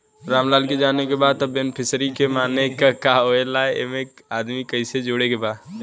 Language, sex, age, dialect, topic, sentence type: Bhojpuri, male, 18-24, Western, banking, question